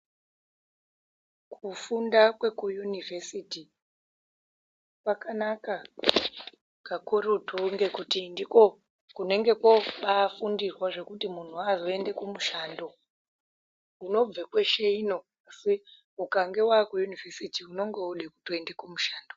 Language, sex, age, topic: Ndau, female, 18-24, education